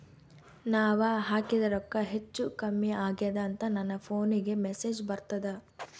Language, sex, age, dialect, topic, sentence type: Kannada, female, 18-24, Northeastern, banking, question